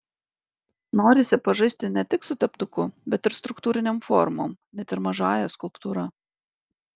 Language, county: Lithuanian, Klaipėda